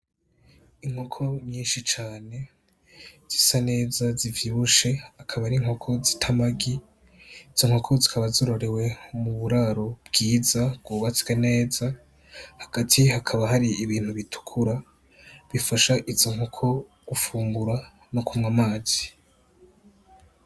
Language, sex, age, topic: Rundi, male, 18-24, agriculture